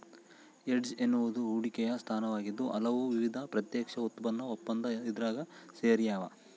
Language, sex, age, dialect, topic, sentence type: Kannada, male, 25-30, Central, banking, statement